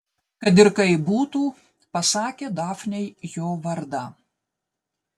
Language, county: Lithuanian, Telšiai